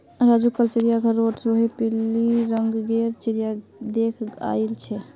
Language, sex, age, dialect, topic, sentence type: Magahi, female, 60-100, Northeastern/Surjapuri, agriculture, statement